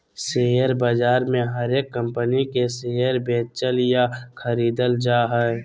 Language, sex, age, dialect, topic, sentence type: Magahi, male, 18-24, Southern, banking, statement